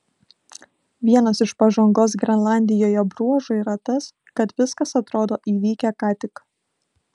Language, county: Lithuanian, Klaipėda